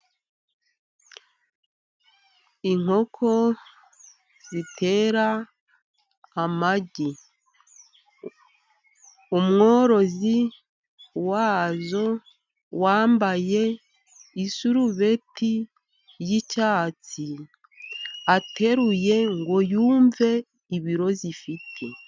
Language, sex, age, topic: Kinyarwanda, female, 50+, agriculture